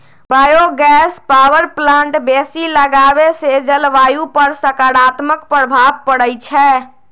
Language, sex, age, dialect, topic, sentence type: Magahi, female, 25-30, Western, agriculture, statement